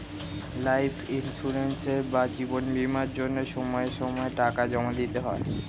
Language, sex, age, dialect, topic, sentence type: Bengali, male, 18-24, Standard Colloquial, banking, statement